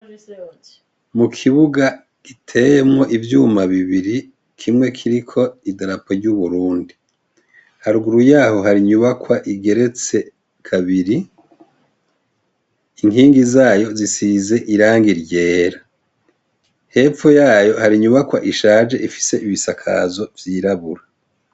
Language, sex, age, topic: Rundi, male, 50+, education